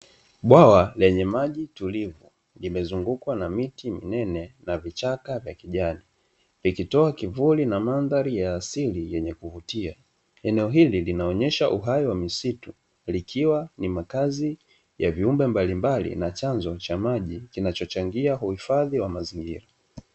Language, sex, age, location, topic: Swahili, male, 25-35, Dar es Salaam, agriculture